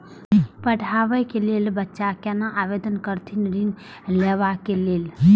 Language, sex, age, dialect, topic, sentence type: Maithili, female, 25-30, Eastern / Thethi, banking, question